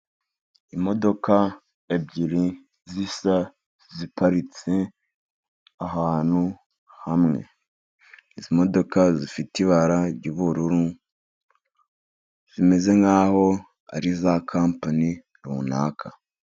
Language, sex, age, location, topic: Kinyarwanda, male, 50+, Musanze, government